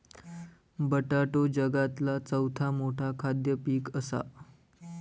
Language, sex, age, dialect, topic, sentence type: Marathi, male, 46-50, Southern Konkan, agriculture, statement